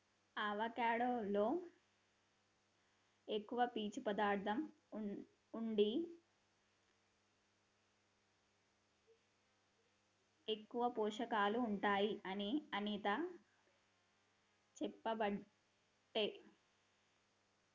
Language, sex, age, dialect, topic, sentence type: Telugu, female, 18-24, Telangana, agriculture, statement